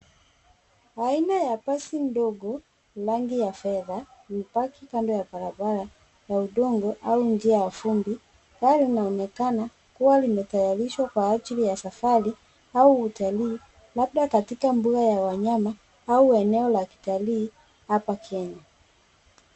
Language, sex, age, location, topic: Swahili, female, 36-49, Nairobi, finance